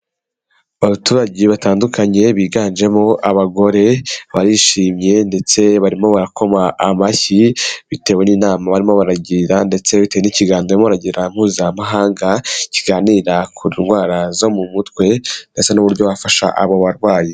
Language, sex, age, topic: Kinyarwanda, male, 18-24, health